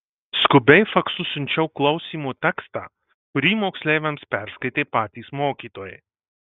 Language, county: Lithuanian, Marijampolė